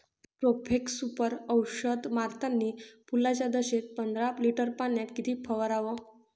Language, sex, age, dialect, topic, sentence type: Marathi, female, 46-50, Varhadi, agriculture, question